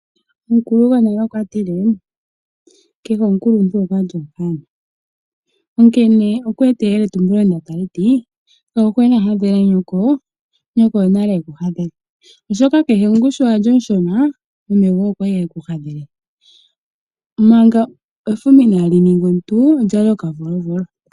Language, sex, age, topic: Oshiwambo, female, 18-24, agriculture